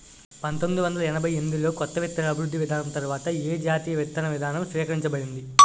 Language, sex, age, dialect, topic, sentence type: Telugu, male, 18-24, Utterandhra, agriculture, question